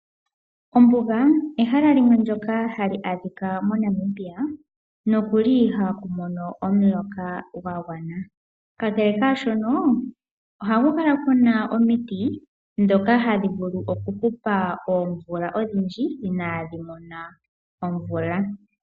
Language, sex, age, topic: Oshiwambo, male, 18-24, agriculture